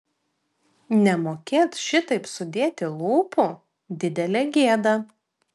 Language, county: Lithuanian, Vilnius